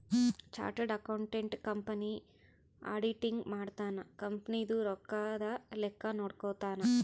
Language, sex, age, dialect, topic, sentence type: Kannada, female, 31-35, Central, banking, statement